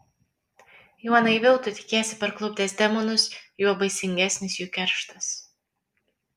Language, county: Lithuanian, Kaunas